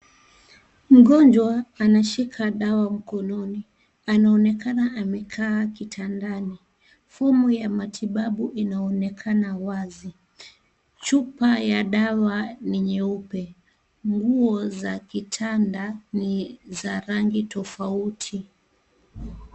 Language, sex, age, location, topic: Swahili, female, 18-24, Kisii, health